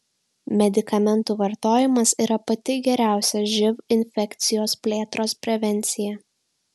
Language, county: Lithuanian, Šiauliai